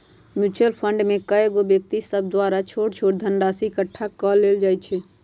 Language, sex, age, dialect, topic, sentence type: Magahi, female, 46-50, Western, banking, statement